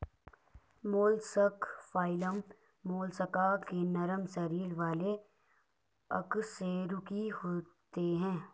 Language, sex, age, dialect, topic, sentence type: Hindi, male, 18-24, Garhwali, agriculture, statement